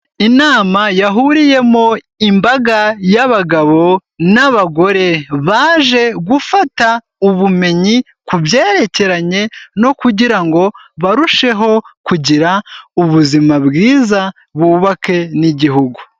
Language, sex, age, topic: Kinyarwanda, male, 18-24, health